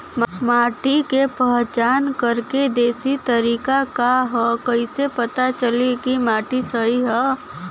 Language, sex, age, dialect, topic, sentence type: Bhojpuri, female, 60-100, Western, agriculture, question